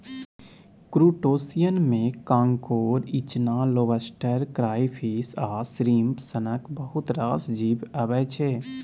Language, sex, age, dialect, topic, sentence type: Maithili, male, 18-24, Bajjika, agriculture, statement